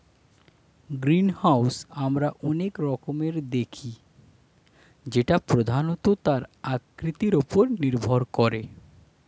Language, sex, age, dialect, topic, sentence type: Bengali, male, 25-30, Standard Colloquial, agriculture, statement